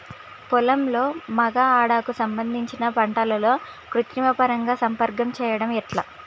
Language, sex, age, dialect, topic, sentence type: Telugu, female, 25-30, Telangana, agriculture, question